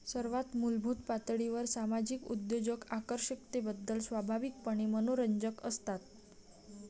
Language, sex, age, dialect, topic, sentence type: Marathi, female, 18-24, Varhadi, banking, statement